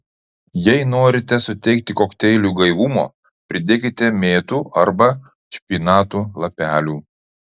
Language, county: Lithuanian, Utena